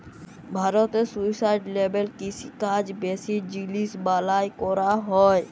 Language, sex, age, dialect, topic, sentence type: Bengali, male, 31-35, Jharkhandi, agriculture, statement